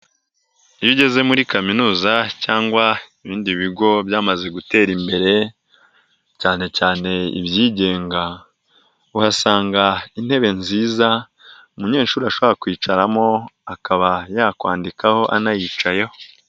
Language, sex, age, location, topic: Kinyarwanda, female, 18-24, Nyagatare, education